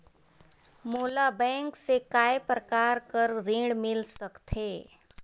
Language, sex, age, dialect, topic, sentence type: Chhattisgarhi, female, 31-35, Northern/Bhandar, banking, question